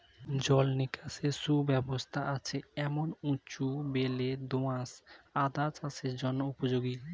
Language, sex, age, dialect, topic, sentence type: Bengali, male, 18-24, Standard Colloquial, agriculture, statement